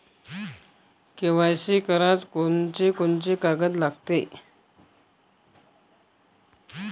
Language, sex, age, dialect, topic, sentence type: Marathi, male, 25-30, Varhadi, banking, question